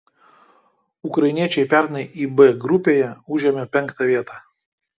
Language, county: Lithuanian, Kaunas